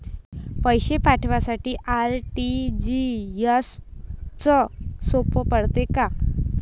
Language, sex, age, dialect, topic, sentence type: Marathi, female, 25-30, Varhadi, banking, question